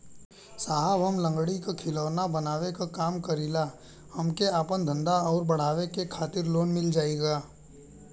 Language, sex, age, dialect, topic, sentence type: Bhojpuri, male, 18-24, Western, banking, question